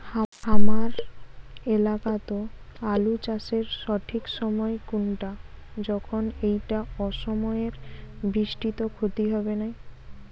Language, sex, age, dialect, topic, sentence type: Bengali, female, 18-24, Rajbangshi, agriculture, question